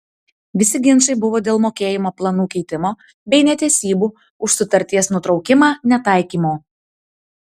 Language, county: Lithuanian, Tauragė